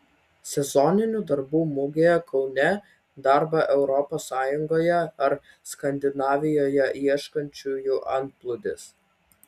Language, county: Lithuanian, Vilnius